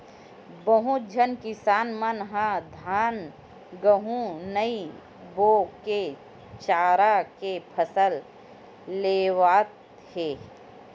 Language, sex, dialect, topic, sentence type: Chhattisgarhi, female, Western/Budati/Khatahi, agriculture, statement